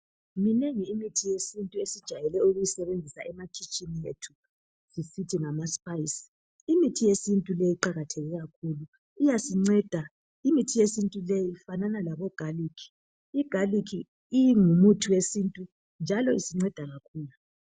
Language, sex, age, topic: North Ndebele, female, 36-49, health